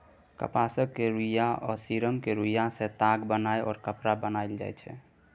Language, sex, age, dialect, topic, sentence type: Maithili, male, 18-24, Bajjika, agriculture, statement